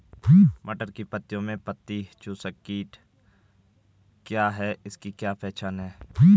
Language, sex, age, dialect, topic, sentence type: Hindi, male, 18-24, Garhwali, agriculture, question